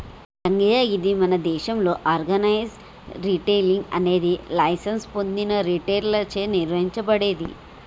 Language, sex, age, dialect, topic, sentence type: Telugu, female, 18-24, Telangana, agriculture, statement